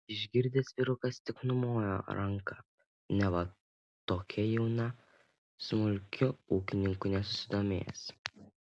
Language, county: Lithuanian, Panevėžys